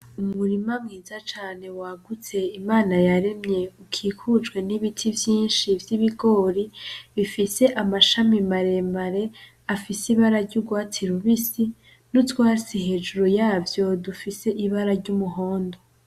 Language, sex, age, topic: Rundi, female, 18-24, agriculture